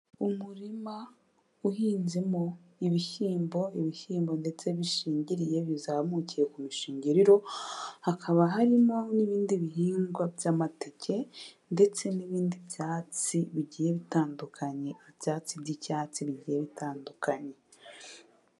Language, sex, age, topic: Kinyarwanda, female, 18-24, health